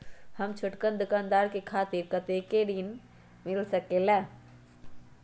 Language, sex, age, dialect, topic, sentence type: Magahi, female, 31-35, Western, banking, question